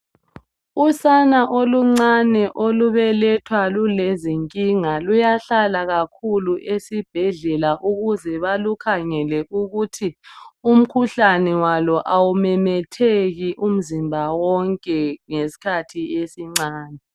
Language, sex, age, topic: North Ndebele, female, 25-35, health